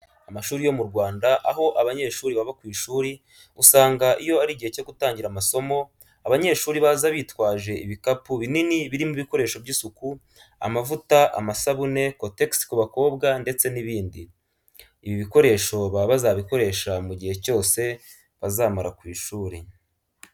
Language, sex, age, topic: Kinyarwanda, male, 18-24, education